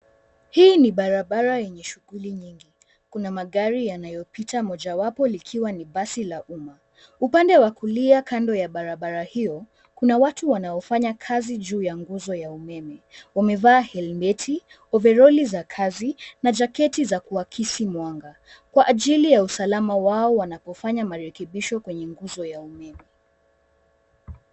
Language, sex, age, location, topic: Swahili, female, 18-24, Nairobi, government